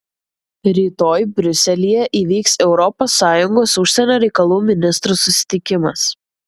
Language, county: Lithuanian, Vilnius